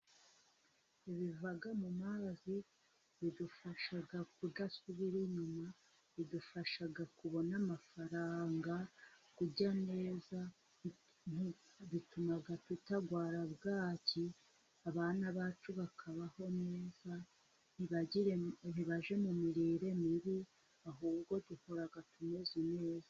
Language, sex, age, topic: Kinyarwanda, female, 25-35, finance